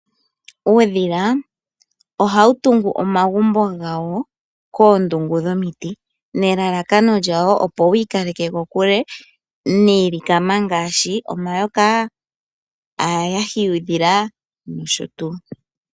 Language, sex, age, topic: Oshiwambo, female, 18-24, agriculture